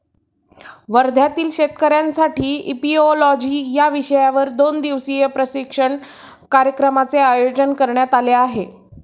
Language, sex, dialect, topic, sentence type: Marathi, female, Standard Marathi, agriculture, statement